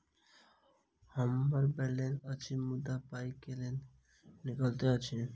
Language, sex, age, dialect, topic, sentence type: Maithili, male, 18-24, Southern/Standard, banking, question